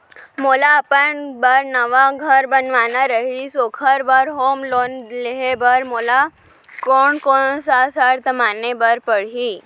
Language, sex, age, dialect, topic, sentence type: Chhattisgarhi, female, 25-30, Central, banking, question